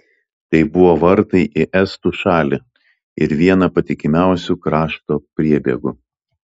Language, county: Lithuanian, Telšiai